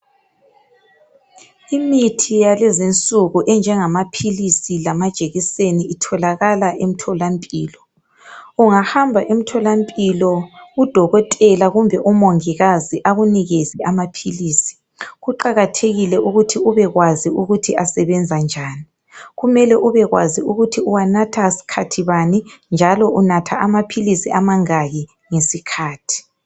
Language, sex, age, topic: North Ndebele, female, 36-49, health